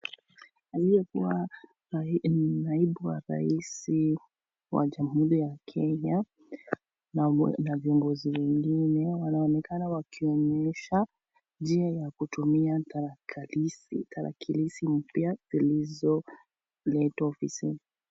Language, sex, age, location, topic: Swahili, female, 25-35, Kisii, government